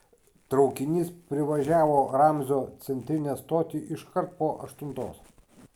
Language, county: Lithuanian, Kaunas